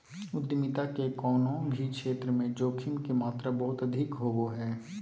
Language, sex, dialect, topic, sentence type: Magahi, male, Southern, banking, statement